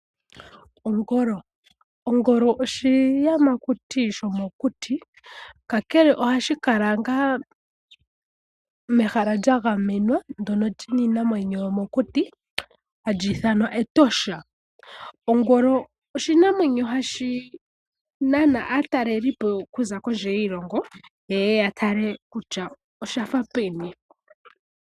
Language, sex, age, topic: Oshiwambo, female, 18-24, agriculture